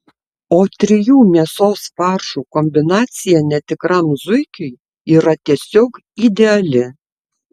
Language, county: Lithuanian, Tauragė